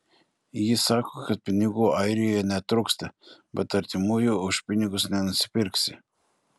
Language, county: Lithuanian, Klaipėda